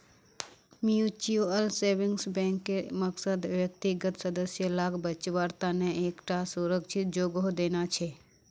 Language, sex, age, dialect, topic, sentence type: Magahi, female, 46-50, Northeastern/Surjapuri, banking, statement